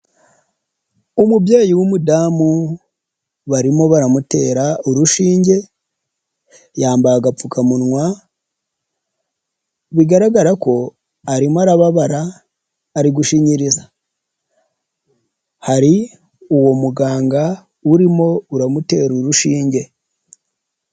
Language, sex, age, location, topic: Kinyarwanda, male, 25-35, Huye, health